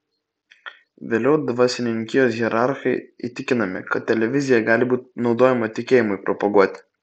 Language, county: Lithuanian, Vilnius